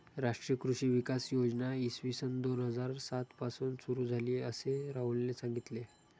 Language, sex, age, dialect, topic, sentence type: Marathi, male, 60-100, Standard Marathi, agriculture, statement